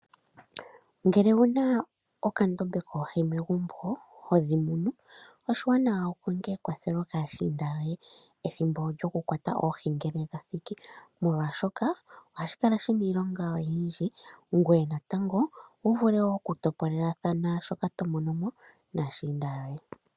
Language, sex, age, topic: Oshiwambo, male, 25-35, agriculture